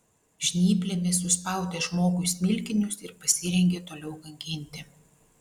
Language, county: Lithuanian, Vilnius